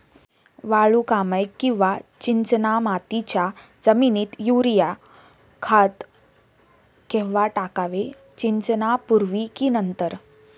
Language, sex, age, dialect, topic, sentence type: Marathi, female, 18-24, Standard Marathi, agriculture, question